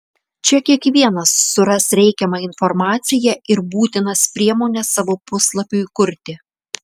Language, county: Lithuanian, Klaipėda